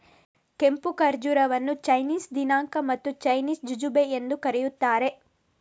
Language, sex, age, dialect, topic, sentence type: Kannada, female, 18-24, Coastal/Dakshin, agriculture, statement